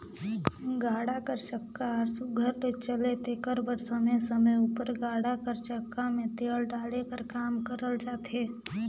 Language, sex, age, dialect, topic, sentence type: Chhattisgarhi, female, 18-24, Northern/Bhandar, agriculture, statement